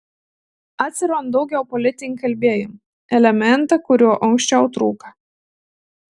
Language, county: Lithuanian, Telšiai